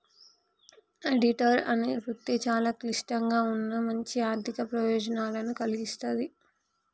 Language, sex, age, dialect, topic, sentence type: Telugu, female, 18-24, Telangana, banking, statement